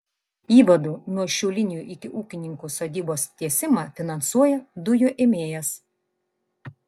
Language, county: Lithuanian, Vilnius